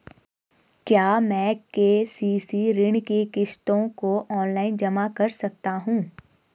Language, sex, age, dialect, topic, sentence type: Hindi, female, 25-30, Garhwali, banking, question